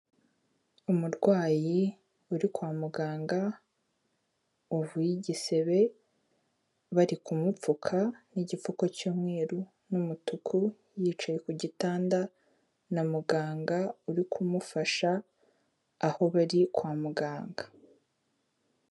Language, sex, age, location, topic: Kinyarwanda, female, 18-24, Kigali, health